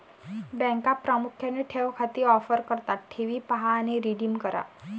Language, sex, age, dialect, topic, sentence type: Marathi, female, 18-24, Varhadi, banking, statement